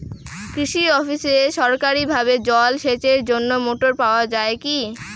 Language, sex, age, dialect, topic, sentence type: Bengali, female, 18-24, Rajbangshi, agriculture, question